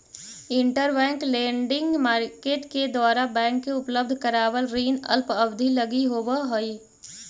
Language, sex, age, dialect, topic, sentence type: Magahi, female, 18-24, Central/Standard, banking, statement